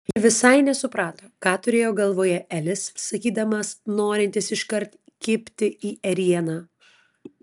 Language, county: Lithuanian, Klaipėda